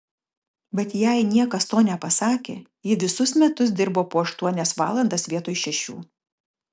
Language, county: Lithuanian, Kaunas